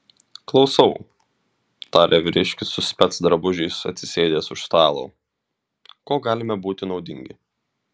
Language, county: Lithuanian, Šiauliai